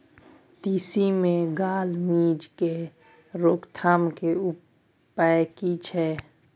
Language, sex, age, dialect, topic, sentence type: Maithili, male, 18-24, Bajjika, agriculture, question